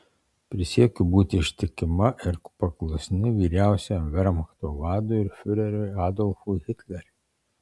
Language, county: Lithuanian, Marijampolė